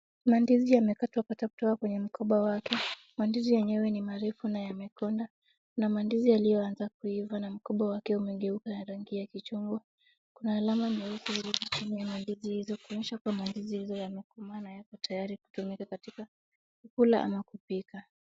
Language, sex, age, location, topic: Swahili, female, 18-24, Wajir, agriculture